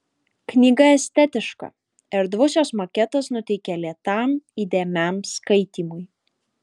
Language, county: Lithuanian, Alytus